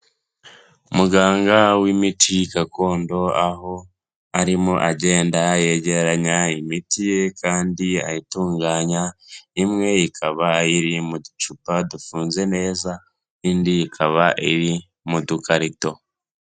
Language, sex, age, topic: Kinyarwanda, male, 18-24, health